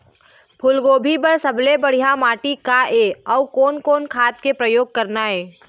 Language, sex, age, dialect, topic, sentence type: Chhattisgarhi, female, 41-45, Eastern, agriculture, question